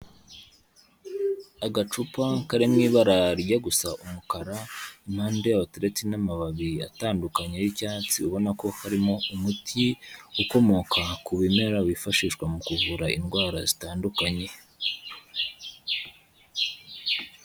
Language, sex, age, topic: Kinyarwanda, male, 25-35, health